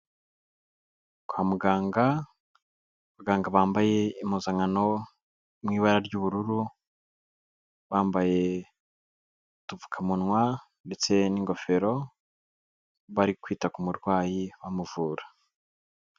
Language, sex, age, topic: Kinyarwanda, male, 18-24, health